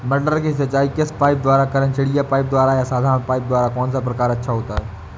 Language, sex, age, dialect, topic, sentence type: Hindi, male, 18-24, Awadhi Bundeli, agriculture, question